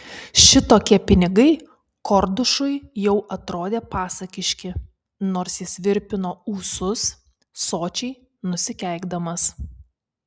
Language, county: Lithuanian, Kaunas